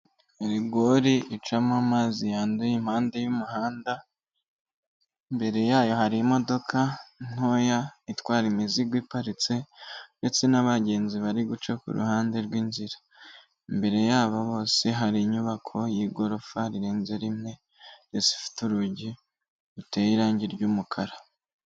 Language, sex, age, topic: Kinyarwanda, female, 18-24, government